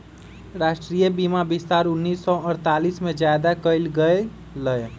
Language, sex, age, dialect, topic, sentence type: Magahi, male, 25-30, Western, banking, statement